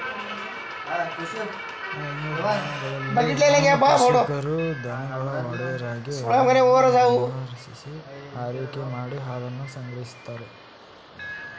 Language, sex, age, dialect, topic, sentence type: Kannada, male, 18-24, Mysore Kannada, agriculture, statement